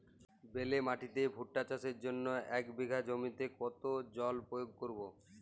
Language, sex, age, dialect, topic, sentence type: Bengali, male, 18-24, Jharkhandi, agriculture, question